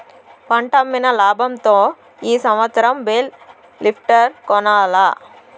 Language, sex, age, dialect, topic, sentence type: Telugu, female, 60-100, Southern, agriculture, statement